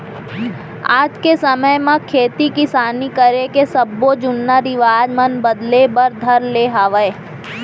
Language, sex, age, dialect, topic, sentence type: Chhattisgarhi, female, 25-30, Central, agriculture, statement